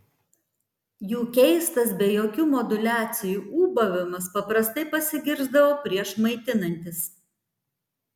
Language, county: Lithuanian, Tauragė